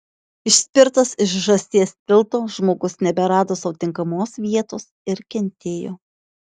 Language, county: Lithuanian, Šiauliai